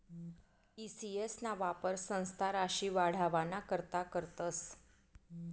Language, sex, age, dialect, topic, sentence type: Marathi, female, 41-45, Northern Konkan, banking, statement